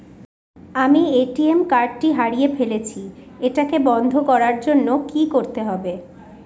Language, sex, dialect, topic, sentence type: Bengali, female, Northern/Varendri, banking, question